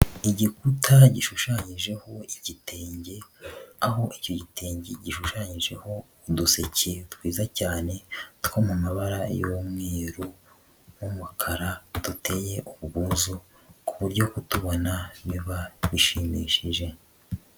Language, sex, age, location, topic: Kinyarwanda, male, 50+, Nyagatare, education